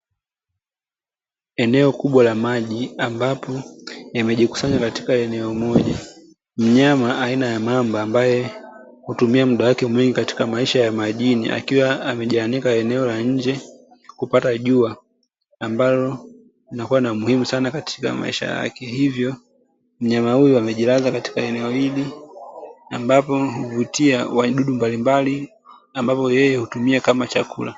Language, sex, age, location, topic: Swahili, female, 18-24, Dar es Salaam, agriculture